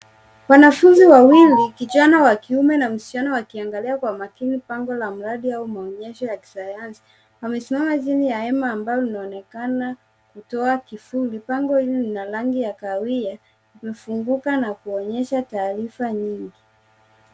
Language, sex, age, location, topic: Swahili, female, 25-35, Nairobi, education